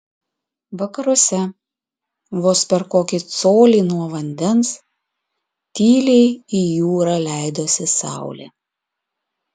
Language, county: Lithuanian, Klaipėda